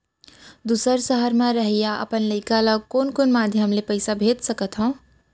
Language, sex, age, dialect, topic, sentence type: Chhattisgarhi, female, 18-24, Central, banking, question